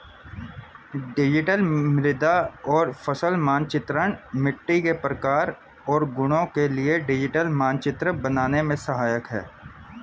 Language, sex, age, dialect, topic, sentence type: Hindi, male, 25-30, Hindustani Malvi Khadi Boli, agriculture, statement